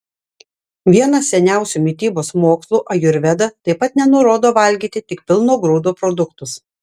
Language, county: Lithuanian, Klaipėda